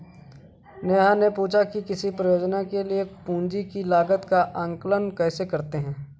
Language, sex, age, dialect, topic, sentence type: Hindi, male, 31-35, Awadhi Bundeli, banking, statement